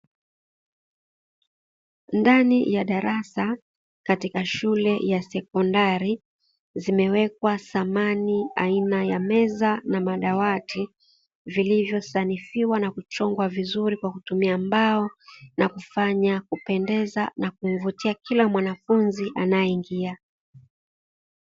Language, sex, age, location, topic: Swahili, female, 25-35, Dar es Salaam, education